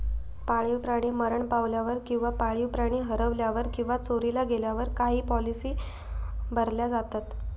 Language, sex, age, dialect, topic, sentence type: Marathi, female, 18-24, Southern Konkan, banking, statement